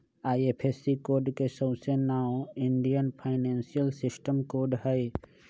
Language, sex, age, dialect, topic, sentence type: Magahi, male, 25-30, Western, banking, statement